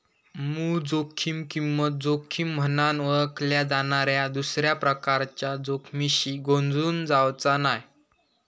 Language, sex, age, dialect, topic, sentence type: Marathi, male, 18-24, Southern Konkan, banking, statement